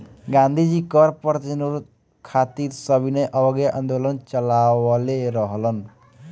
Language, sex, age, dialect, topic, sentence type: Bhojpuri, male, <18, Northern, banking, statement